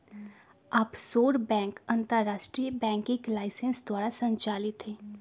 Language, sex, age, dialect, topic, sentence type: Magahi, female, 25-30, Western, banking, statement